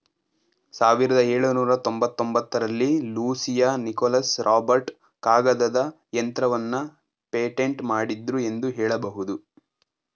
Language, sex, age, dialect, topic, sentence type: Kannada, male, 18-24, Mysore Kannada, banking, statement